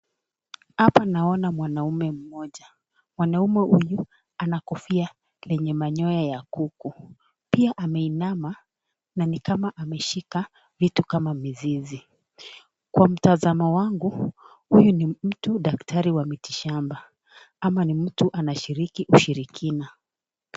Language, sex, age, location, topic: Swahili, female, 36-49, Nakuru, health